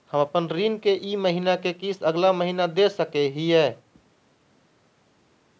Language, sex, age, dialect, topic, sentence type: Magahi, male, 25-30, Southern, banking, question